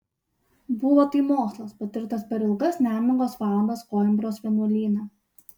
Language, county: Lithuanian, Utena